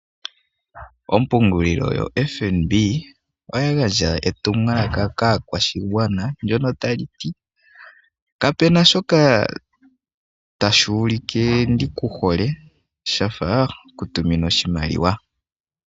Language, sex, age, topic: Oshiwambo, male, 18-24, finance